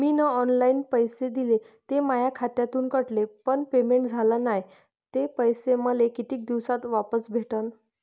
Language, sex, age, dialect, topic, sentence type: Marathi, female, 18-24, Varhadi, banking, question